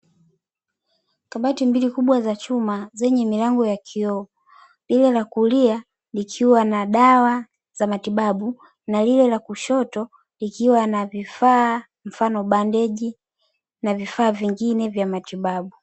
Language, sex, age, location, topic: Swahili, female, 25-35, Dar es Salaam, health